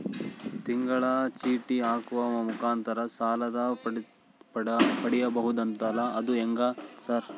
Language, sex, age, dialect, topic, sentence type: Kannada, male, 25-30, Central, banking, question